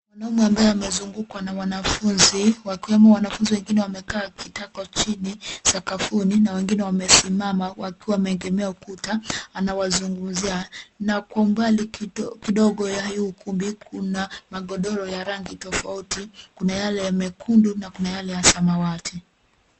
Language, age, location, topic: Swahili, 25-35, Nairobi, education